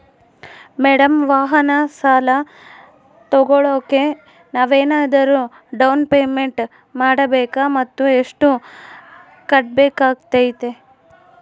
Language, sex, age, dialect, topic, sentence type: Kannada, female, 25-30, Central, banking, question